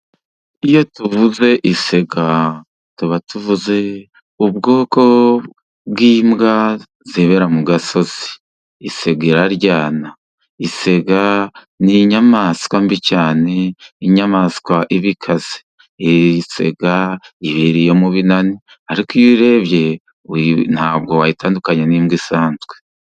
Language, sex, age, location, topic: Kinyarwanda, male, 50+, Musanze, agriculture